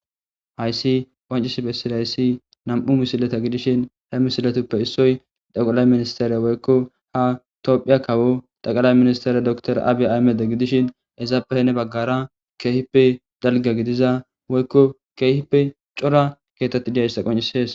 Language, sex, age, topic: Gamo, male, 18-24, government